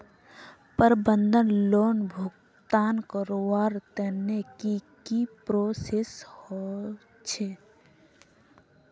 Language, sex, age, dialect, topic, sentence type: Magahi, female, 18-24, Northeastern/Surjapuri, banking, question